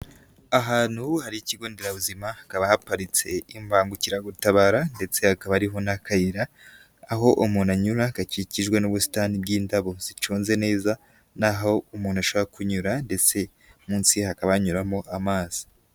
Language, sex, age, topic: Kinyarwanda, female, 18-24, health